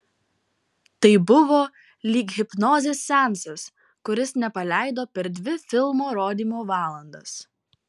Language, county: Lithuanian, Vilnius